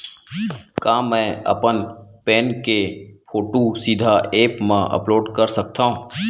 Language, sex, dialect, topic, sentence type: Chhattisgarhi, male, Western/Budati/Khatahi, banking, question